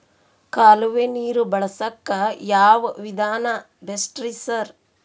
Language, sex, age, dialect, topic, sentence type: Kannada, female, 60-100, Northeastern, agriculture, question